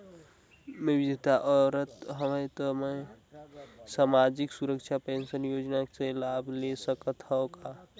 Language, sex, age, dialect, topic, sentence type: Chhattisgarhi, male, 18-24, Northern/Bhandar, banking, question